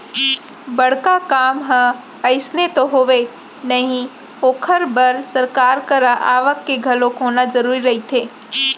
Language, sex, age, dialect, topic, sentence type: Chhattisgarhi, female, 25-30, Central, banking, statement